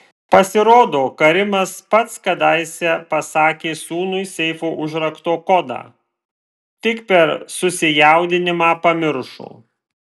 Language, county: Lithuanian, Vilnius